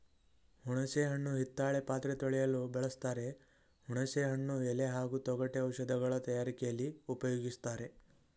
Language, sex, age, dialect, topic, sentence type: Kannada, male, 41-45, Mysore Kannada, agriculture, statement